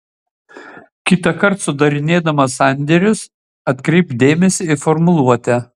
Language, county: Lithuanian, Utena